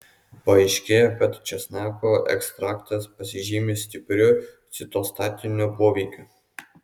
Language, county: Lithuanian, Kaunas